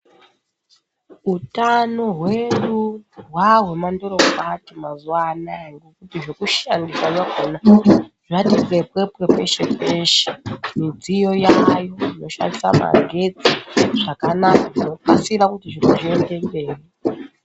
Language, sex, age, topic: Ndau, female, 25-35, health